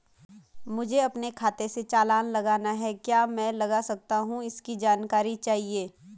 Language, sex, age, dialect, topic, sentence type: Hindi, female, 18-24, Garhwali, banking, question